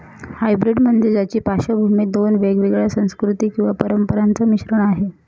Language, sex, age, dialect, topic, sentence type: Marathi, female, 31-35, Northern Konkan, banking, statement